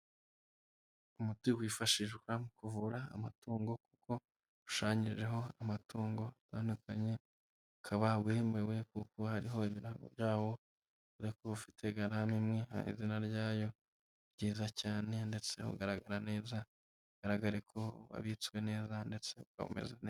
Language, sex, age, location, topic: Kinyarwanda, male, 25-35, Huye, agriculture